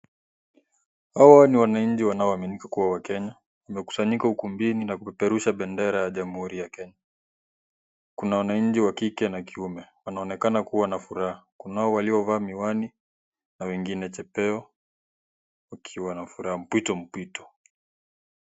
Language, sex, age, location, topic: Swahili, male, 18-24, Kisii, government